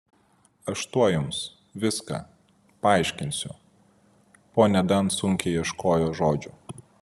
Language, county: Lithuanian, Vilnius